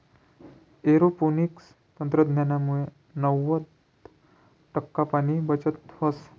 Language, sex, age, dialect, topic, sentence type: Marathi, male, 56-60, Northern Konkan, agriculture, statement